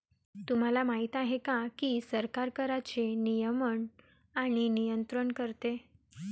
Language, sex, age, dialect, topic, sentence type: Marathi, female, 18-24, Varhadi, banking, statement